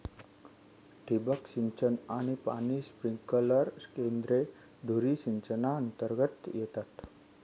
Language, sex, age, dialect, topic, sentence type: Marathi, male, 36-40, Northern Konkan, agriculture, statement